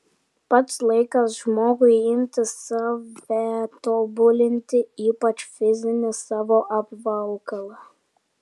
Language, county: Lithuanian, Kaunas